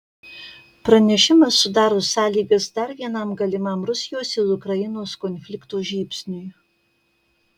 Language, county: Lithuanian, Kaunas